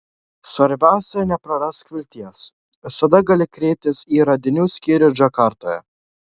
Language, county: Lithuanian, Šiauliai